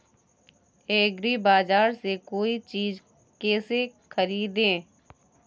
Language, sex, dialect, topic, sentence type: Hindi, female, Kanauji Braj Bhasha, agriculture, question